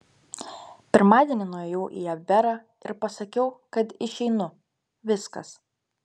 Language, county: Lithuanian, Telšiai